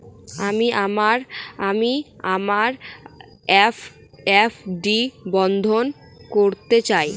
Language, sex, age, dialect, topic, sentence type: Bengali, female, 18-24, Northern/Varendri, banking, statement